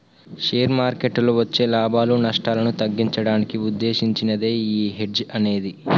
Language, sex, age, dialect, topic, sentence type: Telugu, male, 18-24, Telangana, banking, statement